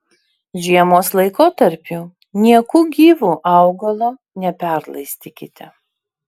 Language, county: Lithuanian, Vilnius